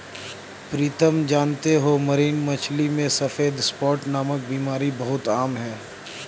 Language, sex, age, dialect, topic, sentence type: Hindi, male, 31-35, Awadhi Bundeli, agriculture, statement